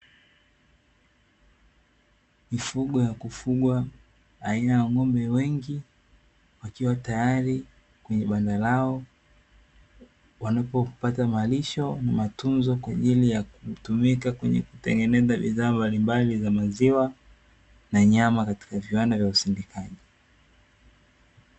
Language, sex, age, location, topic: Swahili, male, 18-24, Dar es Salaam, agriculture